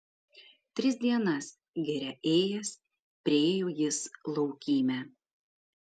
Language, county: Lithuanian, Marijampolė